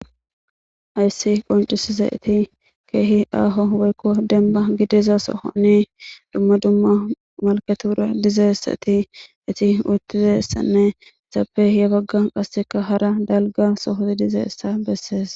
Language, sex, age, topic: Gamo, female, 18-24, government